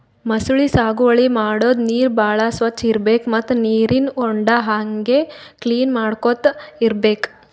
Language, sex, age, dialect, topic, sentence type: Kannada, female, 25-30, Northeastern, agriculture, statement